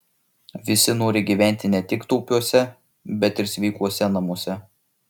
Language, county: Lithuanian, Šiauliai